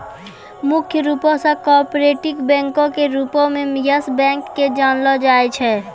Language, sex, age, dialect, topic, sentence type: Maithili, female, 18-24, Angika, banking, statement